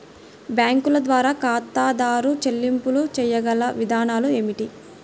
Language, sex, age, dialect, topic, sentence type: Telugu, male, 60-100, Central/Coastal, banking, question